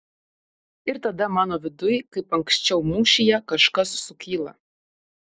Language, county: Lithuanian, Panevėžys